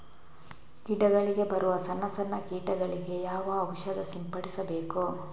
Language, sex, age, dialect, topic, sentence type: Kannada, female, 41-45, Coastal/Dakshin, agriculture, question